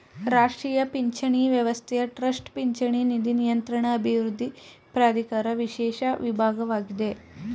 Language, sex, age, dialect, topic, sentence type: Kannada, male, 36-40, Mysore Kannada, banking, statement